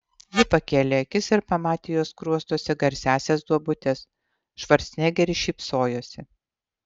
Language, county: Lithuanian, Utena